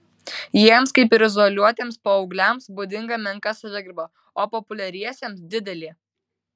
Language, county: Lithuanian, Vilnius